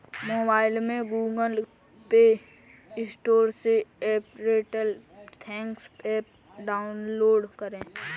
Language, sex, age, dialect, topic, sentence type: Hindi, female, 18-24, Kanauji Braj Bhasha, banking, statement